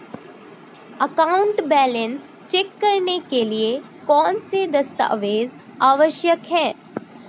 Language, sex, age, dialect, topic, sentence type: Hindi, female, 18-24, Marwari Dhudhari, banking, question